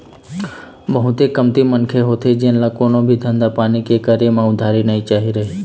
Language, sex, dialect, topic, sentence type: Chhattisgarhi, male, Eastern, banking, statement